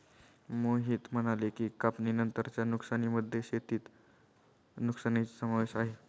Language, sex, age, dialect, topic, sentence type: Marathi, male, 25-30, Standard Marathi, agriculture, statement